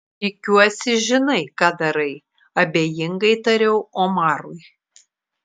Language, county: Lithuanian, Klaipėda